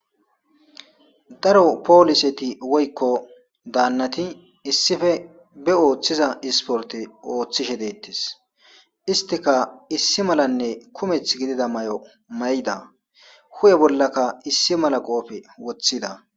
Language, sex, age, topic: Gamo, male, 25-35, government